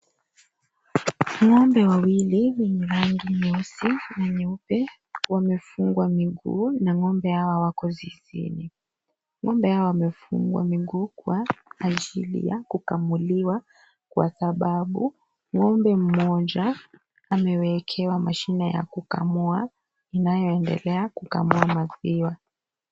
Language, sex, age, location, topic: Swahili, female, 25-35, Kisii, agriculture